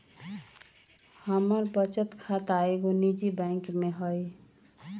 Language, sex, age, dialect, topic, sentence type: Magahi, female, 36-40, Western, banking, statement